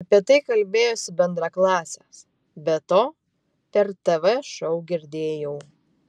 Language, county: Lithuanian, Vilnius